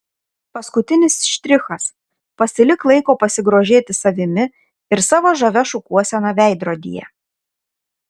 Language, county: Lithuanian, Šiauliai